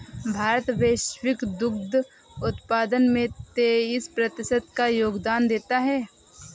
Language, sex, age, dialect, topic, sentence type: Hindi, female, 18-24, Awadhi Bundeli, agriculture, statement